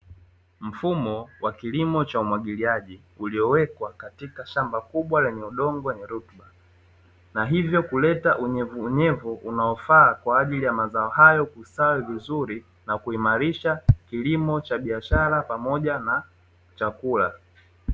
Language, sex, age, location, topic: Swahili, male, 25-35, Dar es Salaam, agriculture